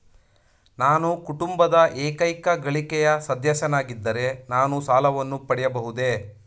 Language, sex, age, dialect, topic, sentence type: Kannada, male, 31-35, Mysore Kannada, banking, question